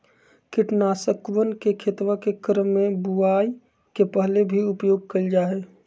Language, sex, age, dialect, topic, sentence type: Magahi, male, 60-100, Western, agriculture, statement